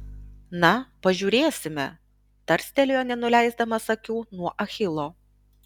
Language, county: Lithuanian, Alytus